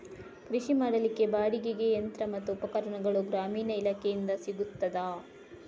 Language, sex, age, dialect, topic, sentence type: Kannada, female, 56-60, Coastal/Dakshin, agriculture, question